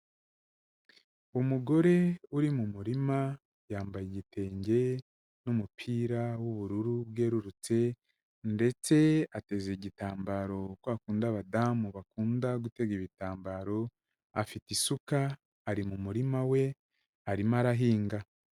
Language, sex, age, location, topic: Kinyarwanda, male, 36-49, Kigali, agriculture